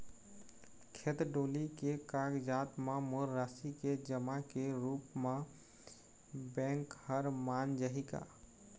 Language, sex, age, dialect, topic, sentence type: Chhattisgarhi, male, 18-24, Eastern, banking, question